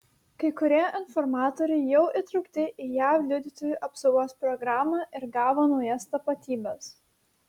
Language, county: Lithuanian, Šiauliai